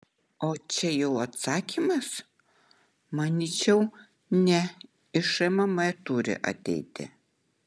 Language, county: Lithuanian, Utena